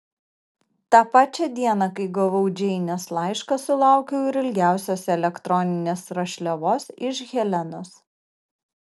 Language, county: Lithuanian, Kaunas